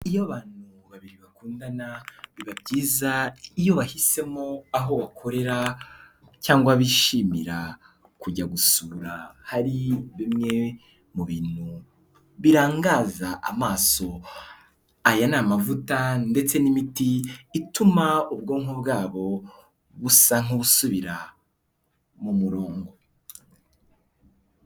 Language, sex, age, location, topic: Kinyarwanda, male, 18-24, Kigali, health